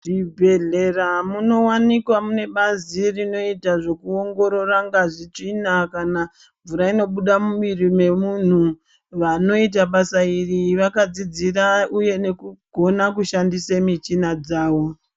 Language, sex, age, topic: Ndau, female, 36-49, health